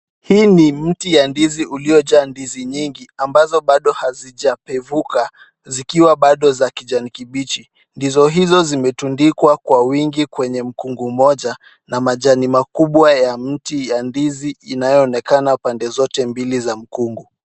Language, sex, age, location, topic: Swahili, male, 18-24, Kisumu, agriculture